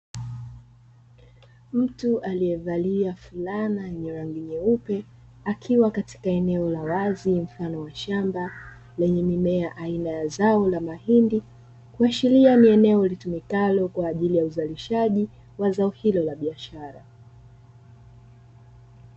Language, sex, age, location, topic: Swahili, female, 25-35, Dar es Salaam, agriculture